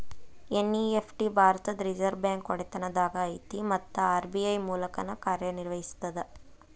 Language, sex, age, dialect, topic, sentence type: Kannada, female, 25-30, Dharwad Kannada, banking, statement